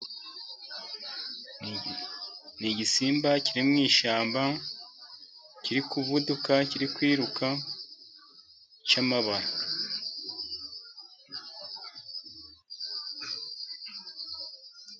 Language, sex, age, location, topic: Kinyarwanda, male, 50+, Musanze, agriculture